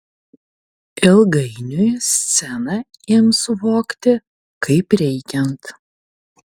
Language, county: Lithuanian, Kaunas